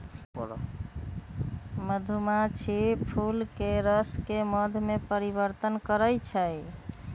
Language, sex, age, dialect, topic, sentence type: Magahi, female, 25-30, Western, agriculture, statement